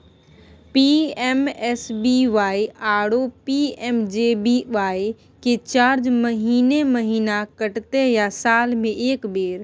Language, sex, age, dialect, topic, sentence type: Maithili, female, 18-24, Bajjika, banking, question